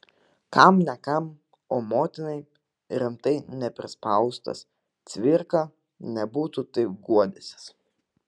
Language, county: Lithuanian, Vilnius